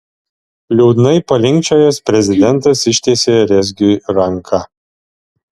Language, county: Lithuanian, Alytus